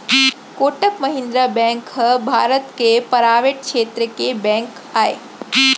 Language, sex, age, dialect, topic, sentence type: Chhattisgarhi, female, 25-30, Central, banking, statement